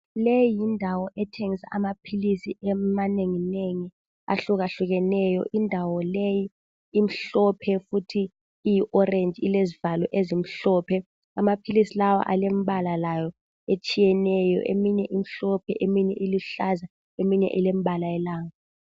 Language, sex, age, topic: North Ndebele, female, 18-24, health